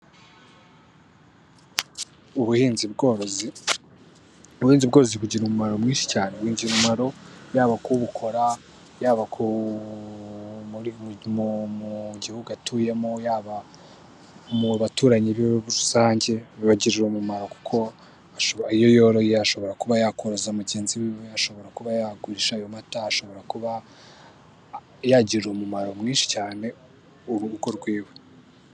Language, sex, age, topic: Kinyarwanda, male, 18-24, agriculture